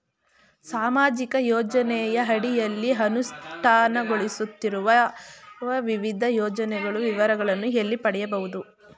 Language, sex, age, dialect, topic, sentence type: Kannada, female, 36-40, Mysore Kannada, banking, question